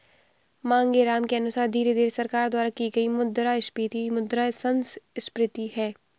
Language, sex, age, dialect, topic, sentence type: Hindi, female, 60-100, Awadhi Bundeli, banking, statement